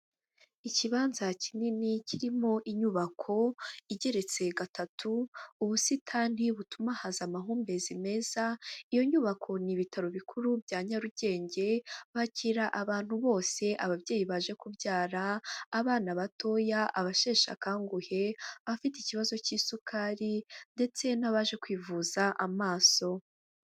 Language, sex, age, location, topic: Kinyarwanda, female, 25-35, Huye, health